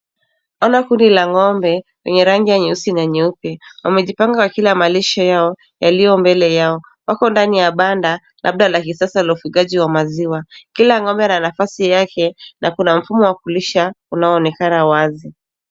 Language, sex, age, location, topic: Swahili, female, 18-24, Nairobi, agriculture